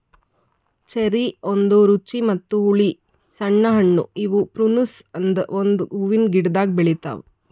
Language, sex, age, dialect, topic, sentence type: Kannada, female, 25-30, Northeastern, agriculture, statement